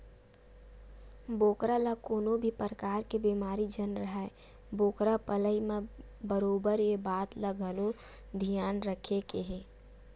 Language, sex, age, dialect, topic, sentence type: Chhattisgarhi, female, 18-24, Western/Budati/Khatahi, agriculture, statement